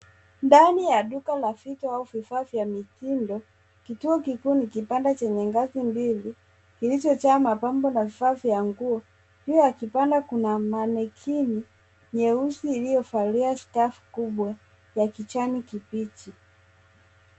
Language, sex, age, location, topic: Swahili, male, 18-24, Nairobi, finance